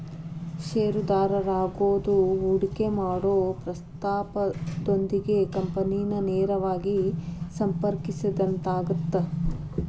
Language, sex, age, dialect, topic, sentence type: Kannada, female, 36-40, Dharwad Kannada, banking, statement